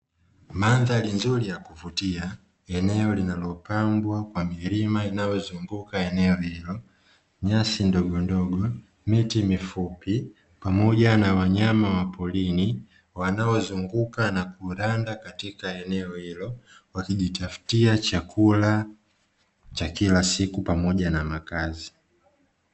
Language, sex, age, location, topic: Swahili, male, 25-35, Dar es Salaam, agriculture